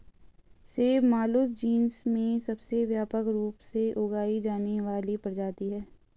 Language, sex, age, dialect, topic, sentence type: Hindi, female, 18-24, Garhwali, agriculture, statement